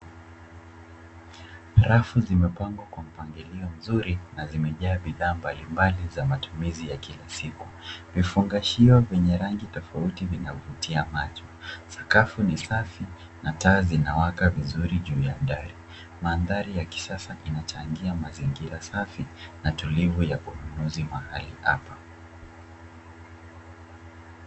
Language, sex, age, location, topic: Swahili, male, 25-35, Nairobi, finance